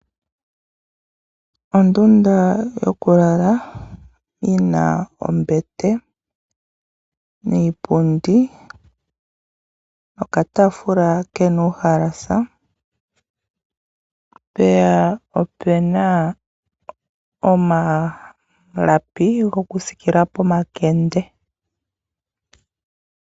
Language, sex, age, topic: Oshiwambo, female, 25-35, finance